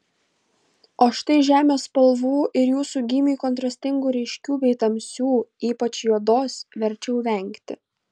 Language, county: Lithuanian, Kaunas